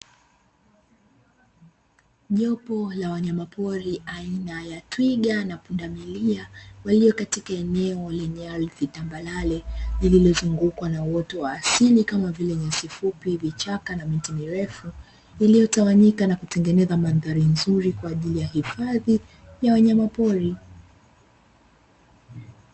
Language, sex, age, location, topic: Swahili, female, 25-35, Dar es Salaam, agriculture